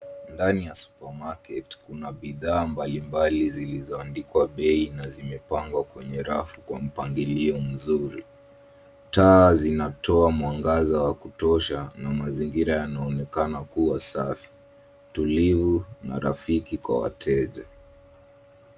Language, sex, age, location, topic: Swahili, male, 18-24, Nairobi, finance